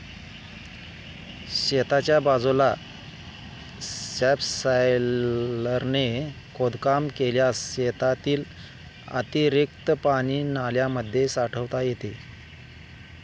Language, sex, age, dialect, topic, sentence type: Marathi, male, 18-24, Standard Marathi, agriculture, statement